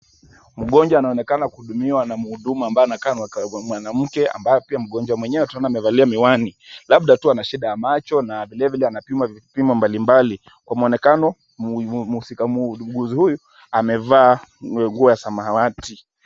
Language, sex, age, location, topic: Swahili, male, 25-35, Kisumu, health